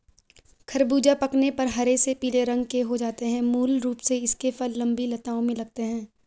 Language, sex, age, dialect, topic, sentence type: Hindi, female, 41-45, Garhwali, agriculture, statement